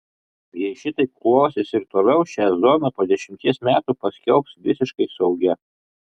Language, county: Lithuanian, Kaunas